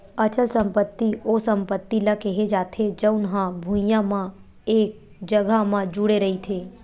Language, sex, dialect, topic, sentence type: Chhattisgarhi, female, Western/Budati/Khatahi, banking, statement